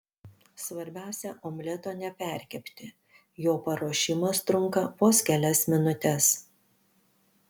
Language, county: Lithuanian, Panevėžys